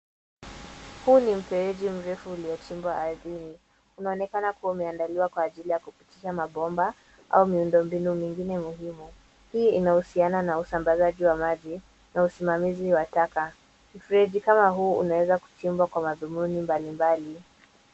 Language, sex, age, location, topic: Swahili, female, 18-24, Nairobi, government